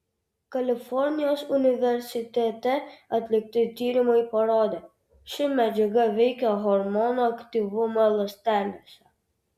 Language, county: Lithuanian, Vilnius